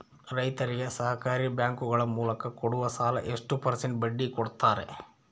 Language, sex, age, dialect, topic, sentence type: Kannada, male, 31-35, Central, agriculture, question